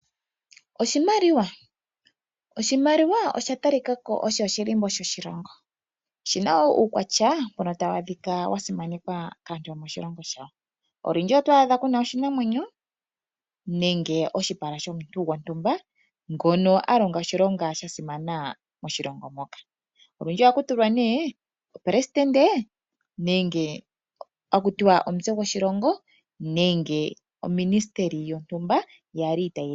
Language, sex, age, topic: Oshiwambo, female, 25-35, finance